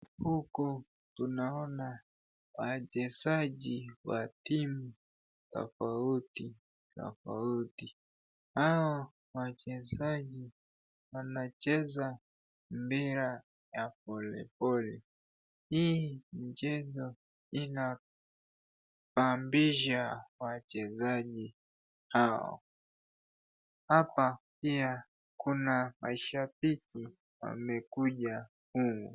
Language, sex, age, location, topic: Swahili, female, 36-49, Nakuru, government